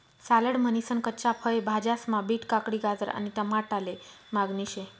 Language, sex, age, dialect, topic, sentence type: Marathi, female, 25-30, Northern Konkan, agriculture, statement